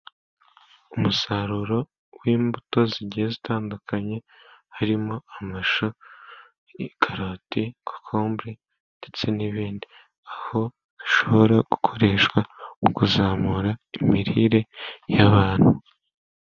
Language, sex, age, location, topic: Kinyarwanda, male, 18-24, Musanze, government